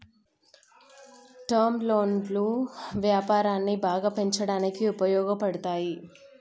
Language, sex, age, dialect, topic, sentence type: Telugu, female, 25-30, Telangana, banking, statement